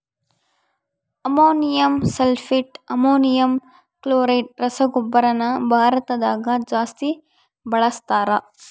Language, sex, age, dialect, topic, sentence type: Kannada, female, 60-100, Central, agriculture, statement